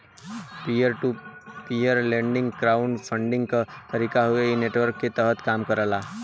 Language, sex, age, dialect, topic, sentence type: Bhojpuri, male, 18-24, Western, banking, statement